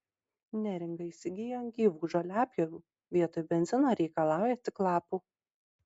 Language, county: Lithuanian, Marijampolė